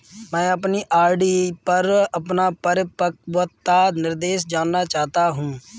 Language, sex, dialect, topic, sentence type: Hindi, male, Kanauji Braj Bhasha, banking, statement